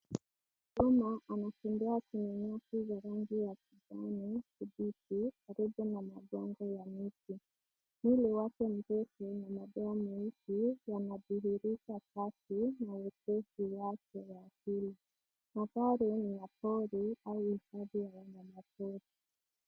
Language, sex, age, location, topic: Swahili, female, 25-35, Nairobi, government